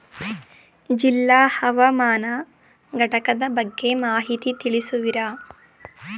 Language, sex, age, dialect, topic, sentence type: Kannada, female, 18-24, Mysore Kannada, agriculture, question